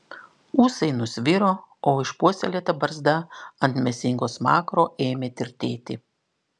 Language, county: Lithuanian, Klaipėda